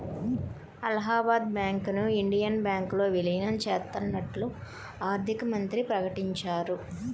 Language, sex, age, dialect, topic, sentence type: Telugu, male, 41-45, Central/Coastal, banking, statement